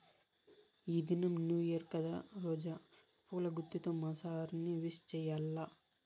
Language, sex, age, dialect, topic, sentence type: Telugu, male, 41-45, Southern, agriculture, statement